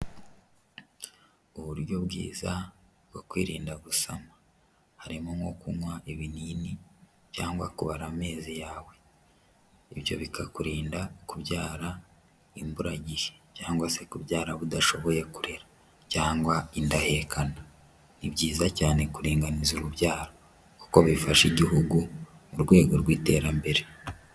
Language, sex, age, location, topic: Kinyarwanda, female, 18-24, Huye, health